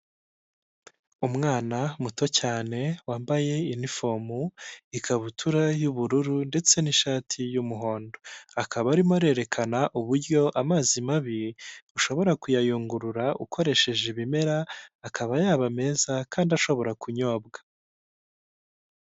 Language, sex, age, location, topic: Kinyarwanda, male, 18-24, Huye, health